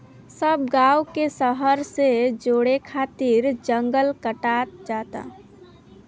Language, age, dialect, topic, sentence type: Bhojpuri, 18-24, Southern / Standard, agriculture, statement